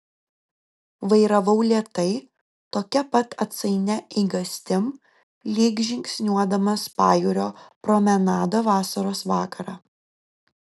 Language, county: Lithuanian, Kaunas